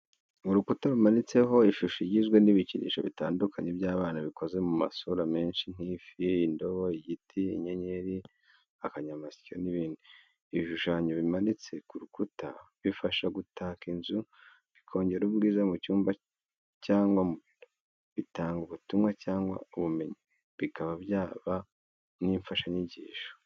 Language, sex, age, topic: Kinyarwanda, male, 25-35, education